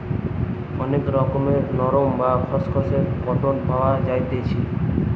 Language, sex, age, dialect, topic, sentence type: Bengali, male, 18-24, Western, agriculture, statement